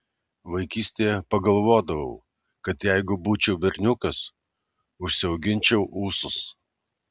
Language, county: Lithuanian, Alytus